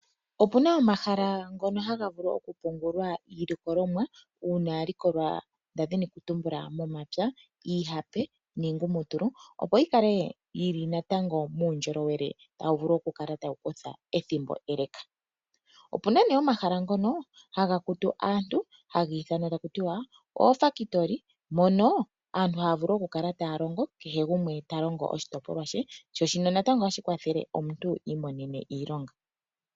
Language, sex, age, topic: Oshiwambo, female, 25-35, agriculture